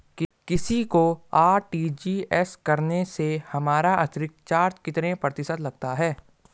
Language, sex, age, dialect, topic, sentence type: Hindi, male, 18-24, Garhwali, banking, question